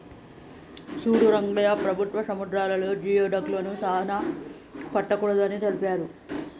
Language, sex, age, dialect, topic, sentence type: Telugu, male, 41-45, Telangana, agriculture, statement